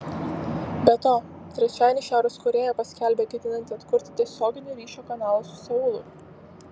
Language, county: Lithuanian, Vilnius